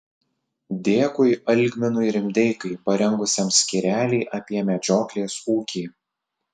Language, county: Lithuanian, Telšiai